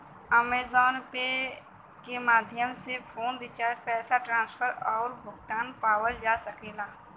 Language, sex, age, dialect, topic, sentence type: Bhojpuri, female, 18-24, Western, banking, statement